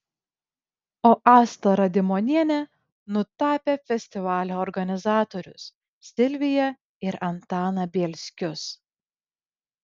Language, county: Lithuanian, Vilnius